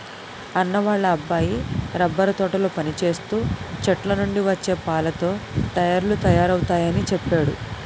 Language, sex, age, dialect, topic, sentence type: Telugu, female, 18-24, Utterandhra, agriculture, statement